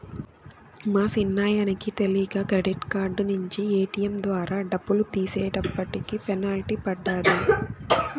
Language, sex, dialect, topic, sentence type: Telugu, female, Southern, banking, statement